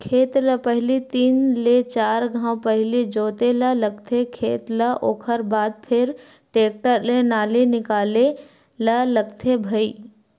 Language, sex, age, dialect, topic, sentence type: Chhattisgarhi, female, 25-30, Western/Budati/Khatahi, banking, statement